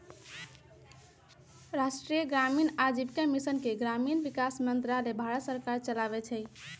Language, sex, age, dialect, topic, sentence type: Magahi, female, 36-40, Western, banking, statement